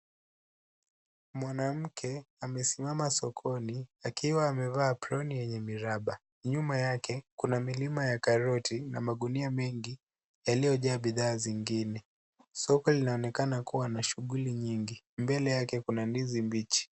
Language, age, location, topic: Swahili, 18-24, Nairobi, finance